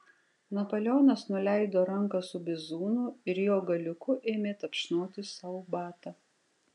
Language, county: Lithuanian, Kaunas